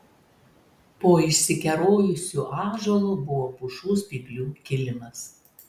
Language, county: Lithuanian, Telšiai